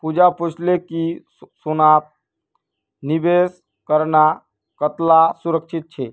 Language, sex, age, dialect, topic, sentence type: Magahi, male, 60-100, Northeastern/Surjapuri, banking, statement